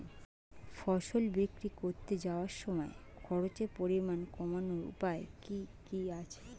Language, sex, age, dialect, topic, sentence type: Bengali, female, 25-30, Standard Colloquial, agriculture, question